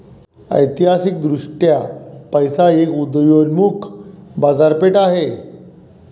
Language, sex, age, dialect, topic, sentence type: Marathi, male, 41-45, Varhadi, banking, statement